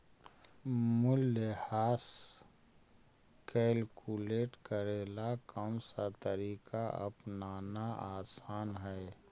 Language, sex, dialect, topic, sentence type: Magahi, male, Central/Standard, agriculture, statement